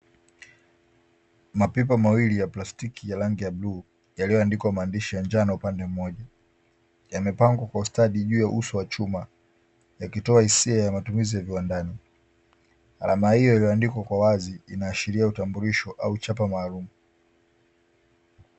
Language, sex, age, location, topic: Swahili, male, 18-24, Dar es Salaam, government